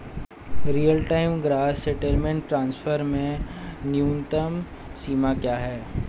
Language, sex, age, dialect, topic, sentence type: Hindi, male, 18-24, Hindustani Malvi Khadi Boli, banking, question